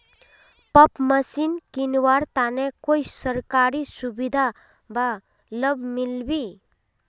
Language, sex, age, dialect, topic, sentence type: Magahi, female, 18-24, Northeastern/Surjapuri, agriculture, question